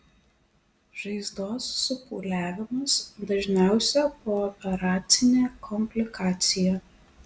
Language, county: Lithuanian, Alytus